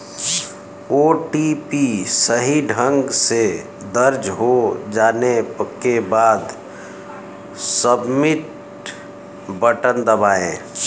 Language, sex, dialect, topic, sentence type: Hindi, male, Hindustani Malvi Khadi Boli, banking, statement